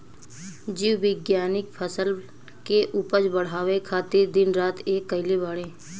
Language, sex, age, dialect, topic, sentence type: Bhojpuri, female, 25-30, Southern / Standard, agriculture, statement